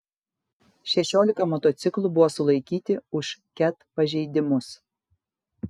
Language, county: Lithuanian, Kaunas